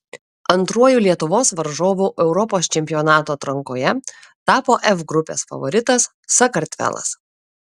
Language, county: Lithuanian, Kaunas